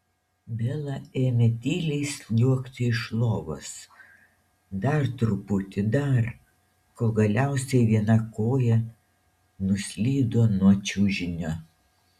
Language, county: Lithuanian, Šiauliai